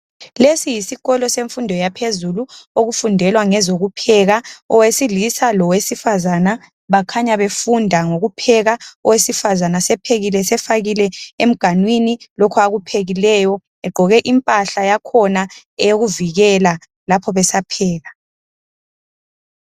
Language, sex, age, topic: North Ndebele, male, 25-35, education